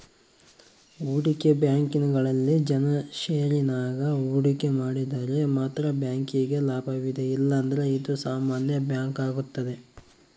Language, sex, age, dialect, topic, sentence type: Kannada, male, 41-45, Central, banking, statement